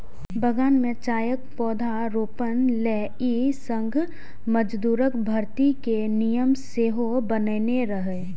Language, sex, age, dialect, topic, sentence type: Maithili, female, 18-24, Eastern / Thethi, agriculture, statement